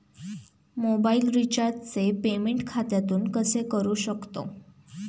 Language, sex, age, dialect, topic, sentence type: Marathi, female, 18-24, Standard Marathi, banking, question